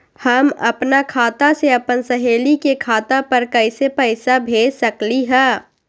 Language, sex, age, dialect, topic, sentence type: Magahi, female, 18-24, Western, banking, question